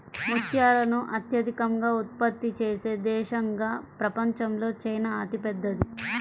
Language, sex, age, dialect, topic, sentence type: Telugu, female, 25-30, Central/Coastal, agriculture, statement